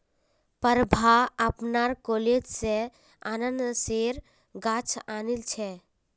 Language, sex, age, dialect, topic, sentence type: Magahi, female, 18-24, Northeastern/Surjapuri, agriculture, statement